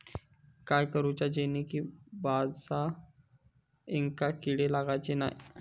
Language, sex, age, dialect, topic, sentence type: Marathi, male, 41-45, Southern Konkan, agriculture, question